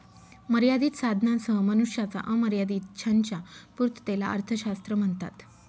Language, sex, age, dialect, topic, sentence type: Marathi, female, 25-30, Northern Konkan, banking, statement